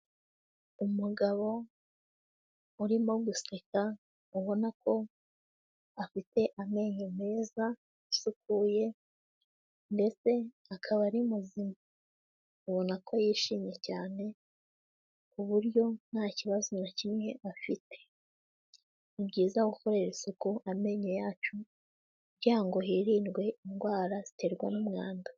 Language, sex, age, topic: Kinyarwanda, female, 18-24, health